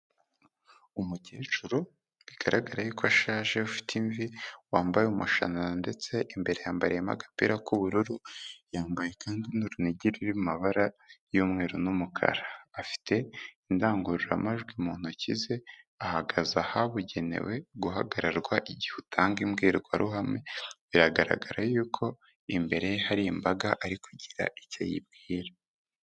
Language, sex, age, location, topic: Kinyarwanda, male, 18-24, Kigali, health